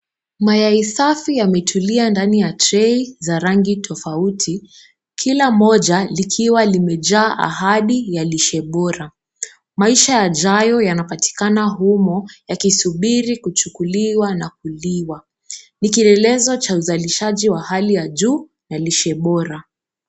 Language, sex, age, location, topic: Swahili, female, 18-24, Kisumu, finance